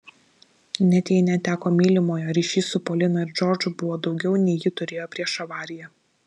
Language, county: Lithuanian, Vilnius